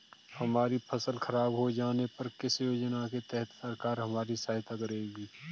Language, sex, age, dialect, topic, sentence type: Hindi, male, 41-45, Kanauji Braj Bhasha, agriculture, question